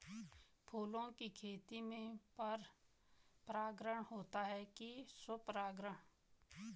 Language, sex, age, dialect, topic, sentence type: Hindi, female, 18-24, Garhwali, agriculture, question